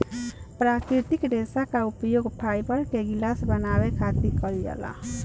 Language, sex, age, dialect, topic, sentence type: Bhojpuri, female, 18-24, Southern / Standard, agriculture, statement